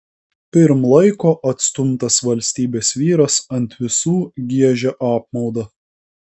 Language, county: Lithuanian, Kaunas